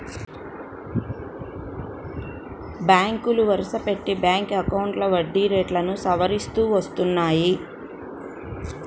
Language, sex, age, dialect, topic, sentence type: Telugu, female, 36-40, Central/Coastal, banking, statement